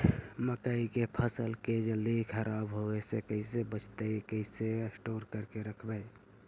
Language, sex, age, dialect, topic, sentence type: Magahi, male, 51-55, Central/Standard, agriculture, question